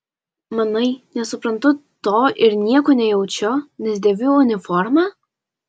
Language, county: Lithuanian, Alytus